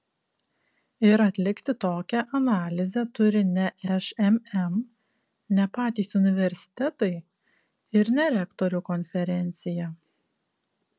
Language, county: Lithuanian, Kaunas